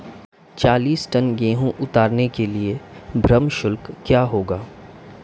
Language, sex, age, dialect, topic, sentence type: Hindi, male, 25-30, Marwari Dhudhari, agriculture, question